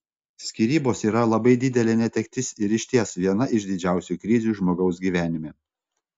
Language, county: Lithuanian, Panevėžys